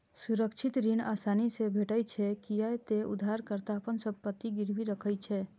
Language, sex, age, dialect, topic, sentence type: Maithili, female, 25-30, Eastern / Thethi, banking, statement